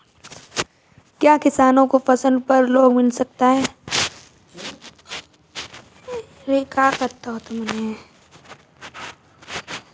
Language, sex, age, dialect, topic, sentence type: Hindi, female, 46-50, Kanauji Braj Bhasha, agriculture, question